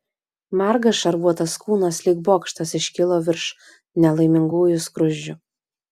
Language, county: Lithuanian, Vilnius